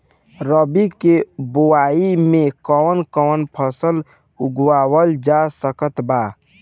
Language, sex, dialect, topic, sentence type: Bhojpuri, male, Southern / Standard, agriculture, question